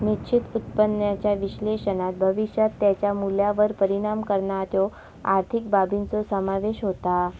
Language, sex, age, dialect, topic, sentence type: Marathi, female, 25-30, Southern Konkan, banking, statement